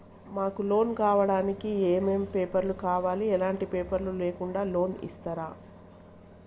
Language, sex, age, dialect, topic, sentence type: Telugu, female, 46-50, Telangana, banking, question